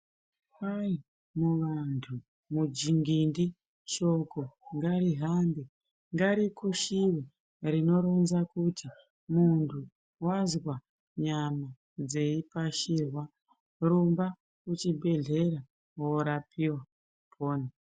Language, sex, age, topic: Ndau, female, 18-24, health